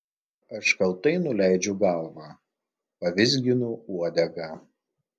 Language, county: Lithuanian, Klaipėda